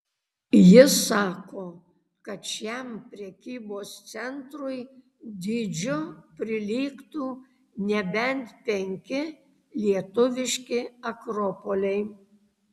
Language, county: Lithuanian, Kaunas